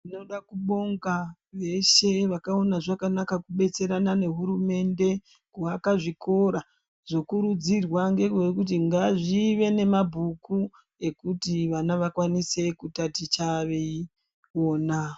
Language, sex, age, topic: Ndau, female, 25-35, education